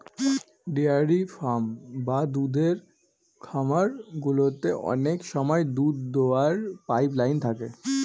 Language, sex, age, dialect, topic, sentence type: Bengali, female, 36-40, Northern/Varendri, agriculture, statement